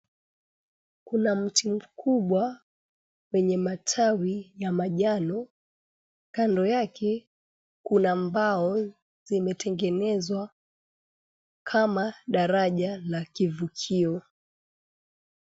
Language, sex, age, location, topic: Swahili, female, 25-35, Mombasa, agriculture